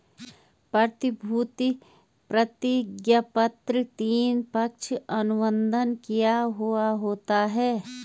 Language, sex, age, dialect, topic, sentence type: Hindi, female, 46-50, Garhwali, banking, statement